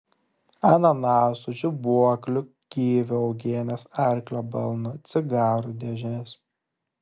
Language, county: Lithuanian, Šiauliai